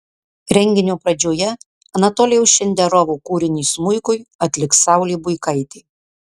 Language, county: Lithuanian, Marijampolė